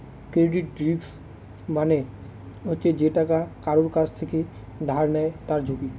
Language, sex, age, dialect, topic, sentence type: Bengali, male, 18-24, Northern/Varendri, banking, statement